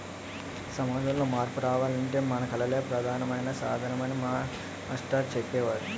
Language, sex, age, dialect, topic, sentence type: Telugu, male, 18-24, Utterandhra, banking, statement